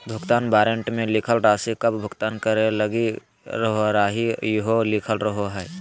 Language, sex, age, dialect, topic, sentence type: Magahi, male, 18-24, Southern, banking, statement